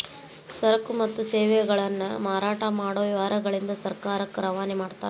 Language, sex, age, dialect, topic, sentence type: Kannada, male, 41-45, Dharwad Kannada, banking, statement